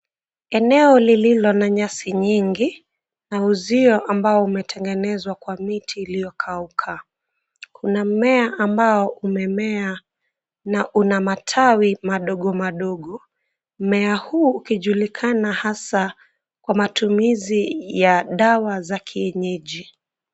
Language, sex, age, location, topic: Swahili, female, 18-24, Nairobi, health